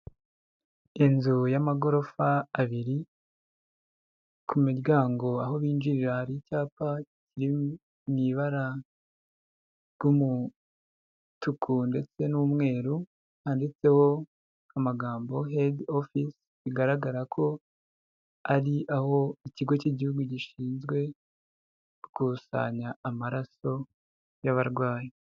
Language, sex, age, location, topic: Kinyarwanda, male, 50+, Huye, health